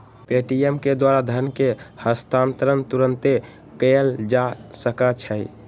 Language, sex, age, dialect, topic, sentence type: Magahi, male, 18-24, Western, banking, statement